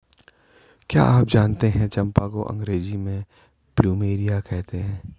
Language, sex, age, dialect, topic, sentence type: Hindi, male, 41-45, Garhwali, agriculture, statement